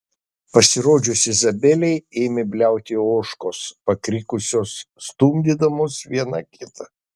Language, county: Lithuanian, Šiauliai